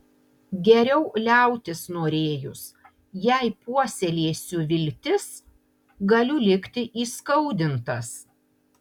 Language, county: Lithuanian, Panevėžys